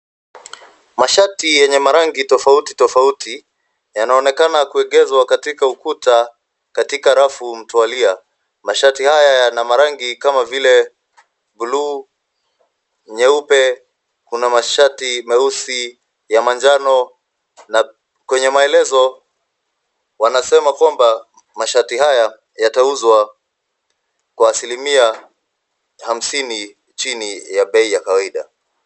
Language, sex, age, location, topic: Swahili, male, 25-35, Nairobi, finance